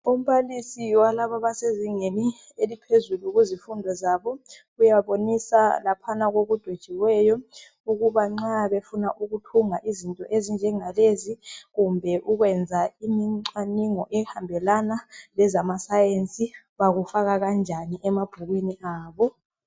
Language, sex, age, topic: North Ndebele, female, 25-35, education